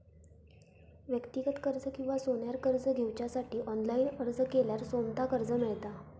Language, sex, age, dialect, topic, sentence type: Marathi, female, 18-24, Southern Konkan, banking, statement